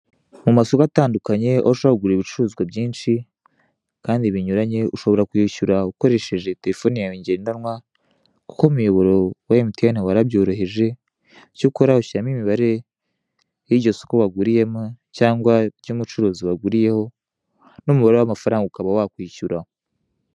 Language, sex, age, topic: Kinyarwanda, male, 18-24, finance